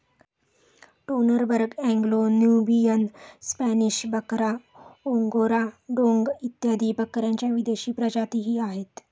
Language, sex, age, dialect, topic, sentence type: Marathi, female, 36-40, Standard Marathi, agriculture, statement